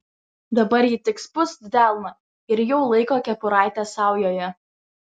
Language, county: Lithuanian, Vilnius